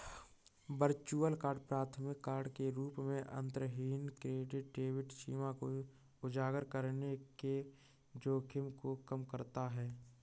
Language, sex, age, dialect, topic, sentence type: Hindi, male, 36-40, Kanauji Braj Bhasha, banking, statement